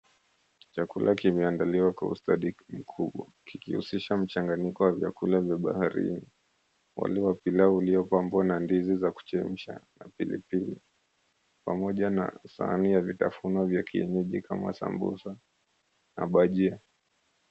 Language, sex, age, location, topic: Swahili, male, 25-35, Mombasa, agriculture